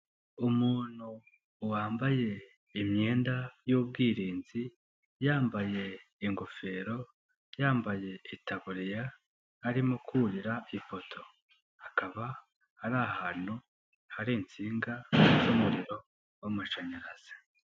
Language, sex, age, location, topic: Kinyarwanda, male, 18-24, Nyagatare, government